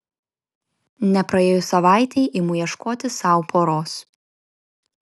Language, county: Lithuanian, Kaunas